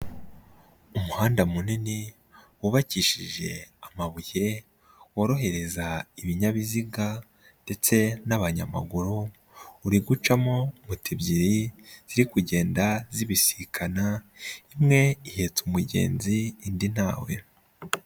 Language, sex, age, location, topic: Kinyarwanda, male, 25-35, Nyagatare, finance